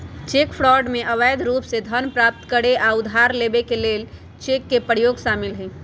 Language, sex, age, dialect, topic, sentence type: Magahi, male, 36-40, Western, banking, statement